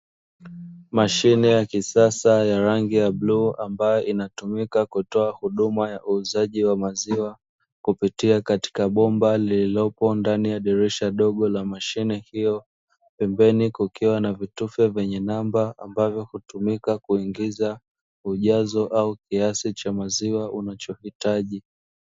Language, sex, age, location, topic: Swahili, male, 25-35, Dar es Salaam, finance